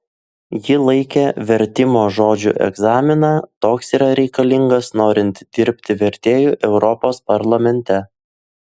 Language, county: Lithuanian, Utena